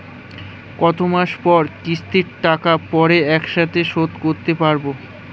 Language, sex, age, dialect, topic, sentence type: Bengali, male, 18-24, Standard Colloquial, banking, question